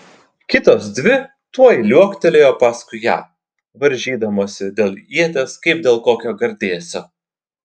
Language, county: Lithuanian, Klaipėda